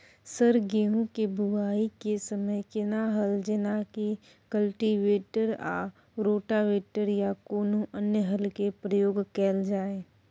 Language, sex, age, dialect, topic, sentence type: Maithili, female, 25-30, Bajjika, agriculture, question